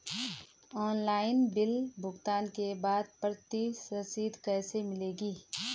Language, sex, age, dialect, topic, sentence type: Hindi, female, 31-35, Garhwali, banking, question